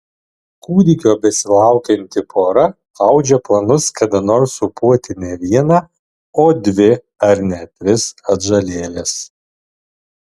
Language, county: Lithuanian, Alytus